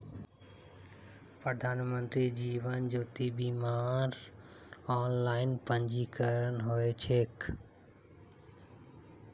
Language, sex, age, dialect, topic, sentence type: Magahi, male, 25-30, Northeastern/Surjapuri, banking, statement